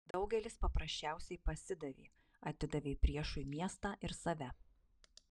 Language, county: Lithuanian, Marijampolė